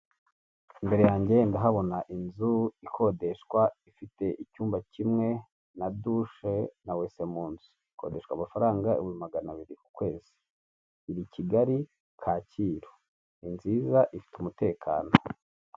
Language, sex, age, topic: Kinyarwanda, male, 18-24, finance